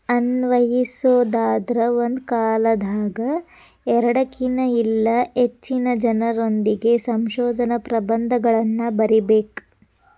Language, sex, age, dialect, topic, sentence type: Kannada, female, 18-24, Dharwad Kannada, banking, statement